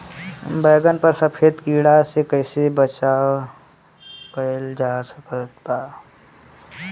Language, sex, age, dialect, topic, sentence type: Bhojpuri, male, 18-24, Southern / Standard, agriculture, question